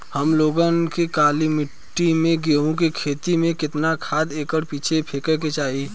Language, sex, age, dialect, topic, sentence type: Bhojpuri, male, 25-30, Western, agriculture, question